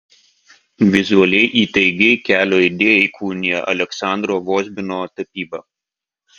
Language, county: Lithuanian, Vilnius